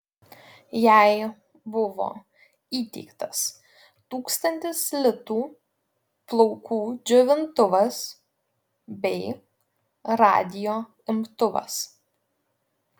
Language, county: Lithuanian, Vilnius